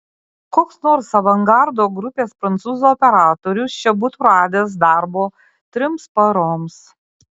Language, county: Lithuanian, Kaunas